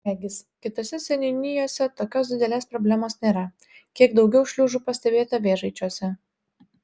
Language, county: Lithuanian, Telšiai